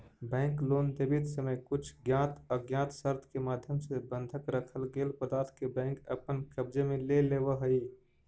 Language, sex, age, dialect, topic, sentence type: Magahi, male, 31-35, Central/Standard, banking, statement